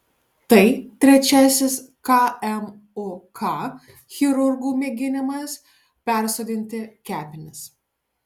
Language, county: Lithuanian, Alytus